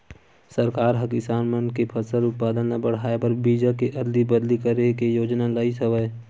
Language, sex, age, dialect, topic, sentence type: Chhattisgarhi, male, 18-24, Western/Budati/Khatahi, agriculture, statement